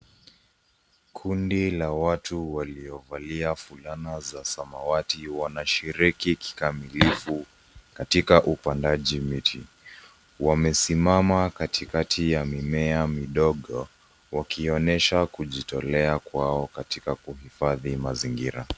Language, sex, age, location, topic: Swahili, female, 18-24, Nairobi, government